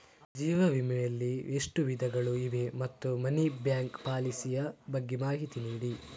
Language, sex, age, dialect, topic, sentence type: Kannada, male, 36-40, Coastal/Dakshin, banking, question